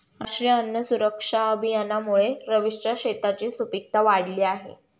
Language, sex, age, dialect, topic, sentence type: Marathi, female, 31-35, Standard Marathi, agriculture, statement